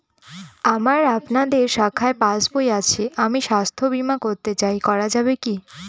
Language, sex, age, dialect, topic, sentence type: Bengali, female, 18-24, Northern/Varendri, banking, question